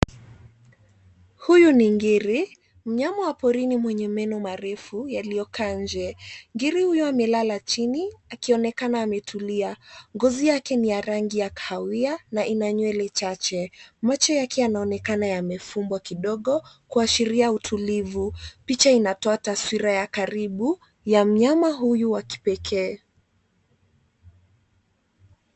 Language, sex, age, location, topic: Swahili, female, 25-35, Nairobi, government